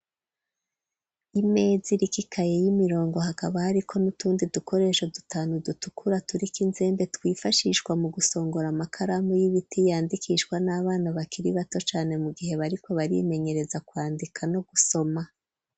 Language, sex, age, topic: Rundi, female, 36-49, education